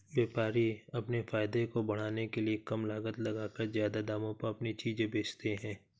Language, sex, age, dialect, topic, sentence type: Hindi, male, 36-40, Awadhi Bundeli, banking, statement